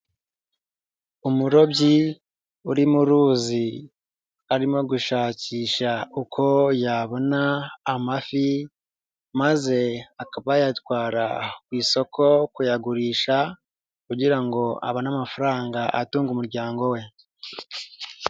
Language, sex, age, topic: Kinyarwanda, male, 18-24, agriculture